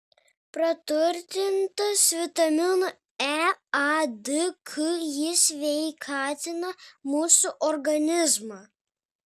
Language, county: Lithuanian, Kaunas